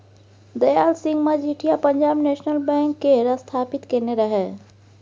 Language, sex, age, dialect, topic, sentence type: Maithili, female, 18-24, Bajjika, banking, statement